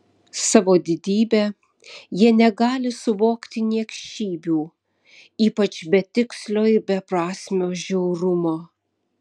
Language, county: Lithuanian, Vilnius